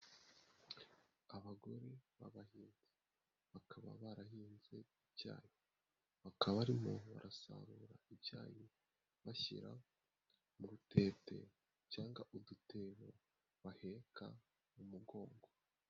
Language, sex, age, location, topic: Kinyarwanda, male, 25-35, Nyagatare, agriculture